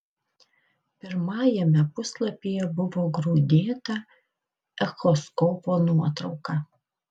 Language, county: Lithuanian, Kaunas